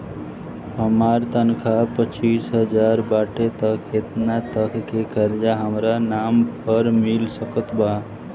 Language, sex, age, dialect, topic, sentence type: Bhojpuri, female, 18-24, Southern / Standard, banking, question